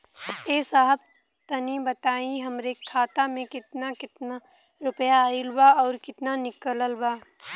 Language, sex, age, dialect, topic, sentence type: Bhojpuri, female, 18-24, Western, banking, question